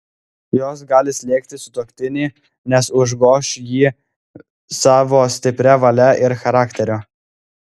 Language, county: Lithuanian, Klaipėda